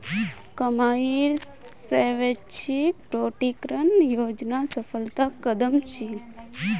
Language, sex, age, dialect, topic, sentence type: Magahi, female, 25-30, Northeastern/Surjapuri, banking, statement